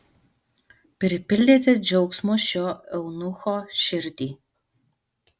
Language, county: Lithuanian, Alytus